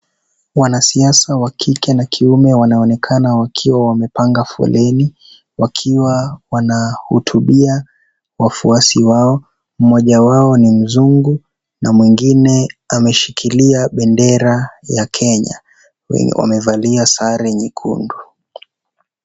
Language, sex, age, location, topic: Swahili, male, 18-24, Kisii, government